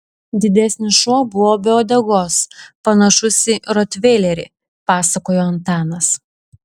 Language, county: Lithuanian, Šiauliai